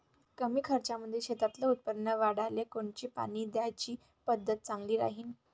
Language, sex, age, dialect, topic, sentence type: Marathi, female, 18-24, Varhadi, agriculture, question